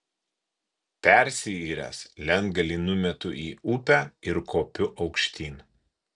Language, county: Lithuanian, Kaunas